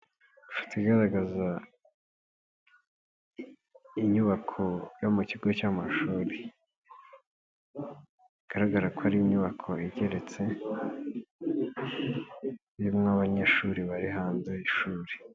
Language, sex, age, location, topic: Kinyarwanda, male, 18-24, Nyagatare, education